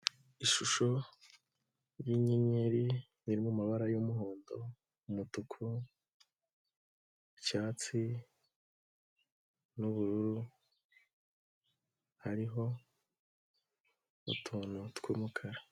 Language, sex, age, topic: Kinyarwanda, male, 18-24, education